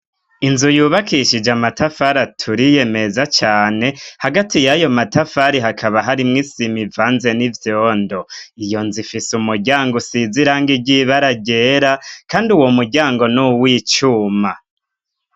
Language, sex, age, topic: Rundi, male, 25-35, education